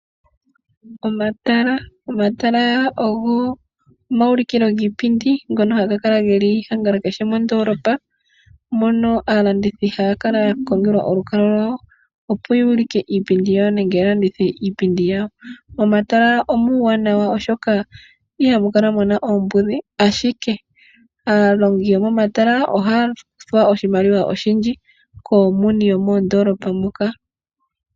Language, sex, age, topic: Oshiwambo, female, 25-35, finance